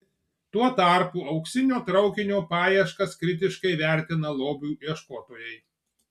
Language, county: Lithuanian, Marijampolė